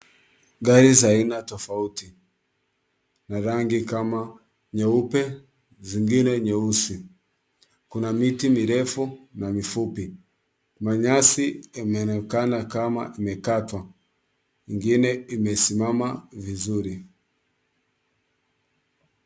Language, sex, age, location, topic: Swahili, male, 18-24, Kisumu, finance